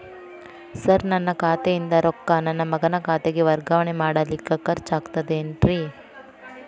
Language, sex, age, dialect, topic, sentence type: Kannada, female, 18-24, Dharwad Kannada, banking, question